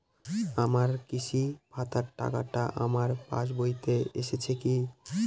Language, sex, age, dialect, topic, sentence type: Bengali, male, 18-24, Northern/Varendri, banking, question